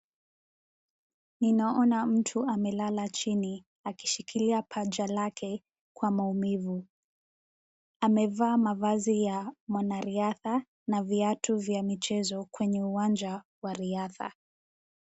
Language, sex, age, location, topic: Swahili, female, 18-24, Nairobi, health